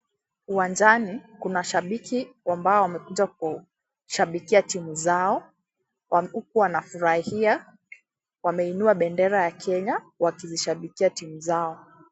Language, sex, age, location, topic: Swahili, female, 18-24, Kisii, government